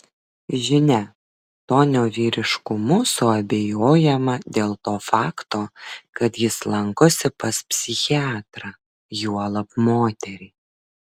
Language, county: Lithuanian, Vilnius